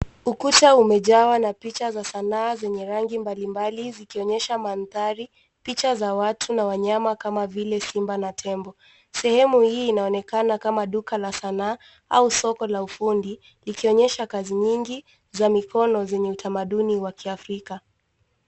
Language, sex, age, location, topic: Swahili, female, 18-24, Nairobi, finance